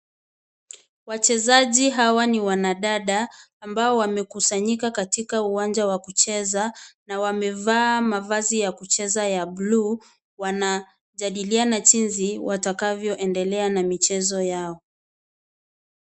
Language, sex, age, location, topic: Swahili, female, 25-35, Kisii, government